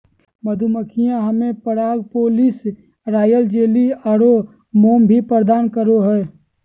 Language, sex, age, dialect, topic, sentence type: Magahi, female, 18-24, Southern, agriculture, statement